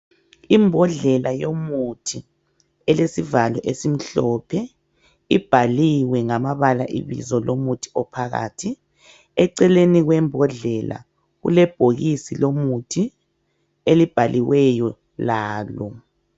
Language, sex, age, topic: North Ndebele, male, 36-49, health